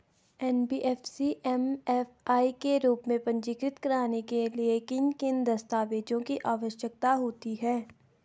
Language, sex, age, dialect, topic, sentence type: Hindi, female, 18-24, Garhwali, banking, question